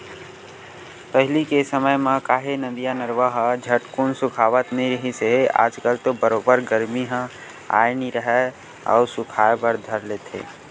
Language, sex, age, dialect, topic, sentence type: Chhattisgarhi, male, 18-24, Western/Budati/Khatahi, agriculture, statement